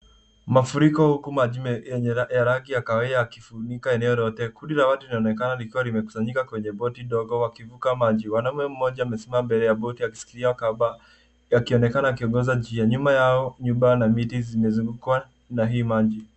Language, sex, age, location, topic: Swahili, male, 18-24, Nairobi, health